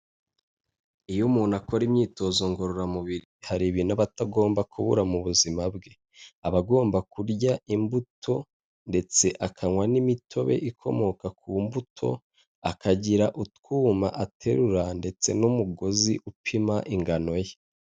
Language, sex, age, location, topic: Kinyarwanda, male, 25-35, Kigali, health